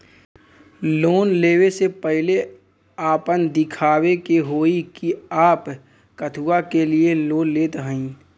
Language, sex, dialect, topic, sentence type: Bhojpuri, male, Western, banking, question